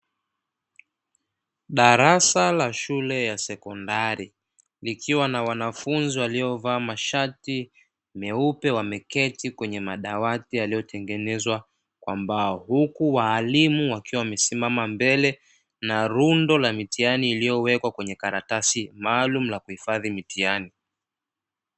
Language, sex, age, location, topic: Swahili, male, 25-35, Dar es Salaam, education